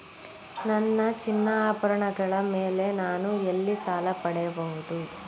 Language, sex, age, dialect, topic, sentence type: Kannada, female, 18-24, Dharwad Kannada, banking, statement